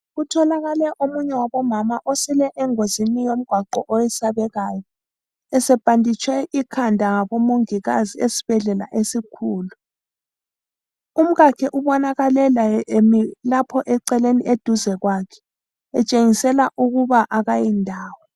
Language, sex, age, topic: North Ndebele, female, 25-35, health